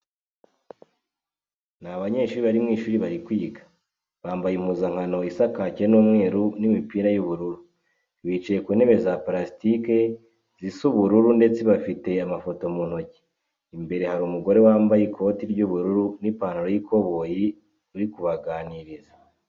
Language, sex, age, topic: Kinyarwanda, male, 18-24, education